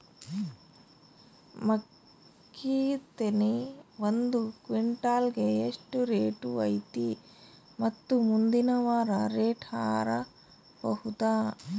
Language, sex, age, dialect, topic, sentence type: Kannada, female, 36-40, Northeastern, agriculture, question